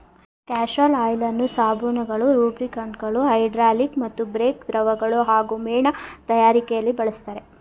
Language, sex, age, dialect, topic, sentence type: Kannada, female, 31-35, Mysore Kannada, agriculture, statement